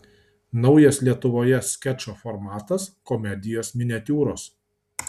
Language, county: Lithuanian, Kaunas